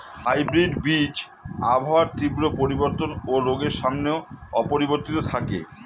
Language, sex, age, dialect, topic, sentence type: Bengali, male, 51-55, Standard Colloquial, agriculture, statement